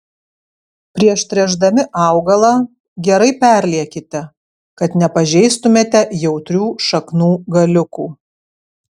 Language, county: Lithuanian, Kaunas